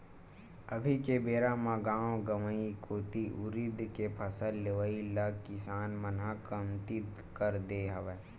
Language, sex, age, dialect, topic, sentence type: Chhattisgarhi, male, 18-24, Western/Budati/Khatahi, agriculture, statement